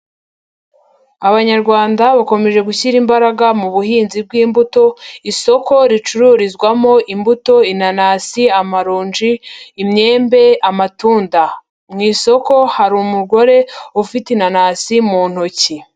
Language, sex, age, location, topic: Kinyarwanda, female, 50+, Nyagatare, agriculture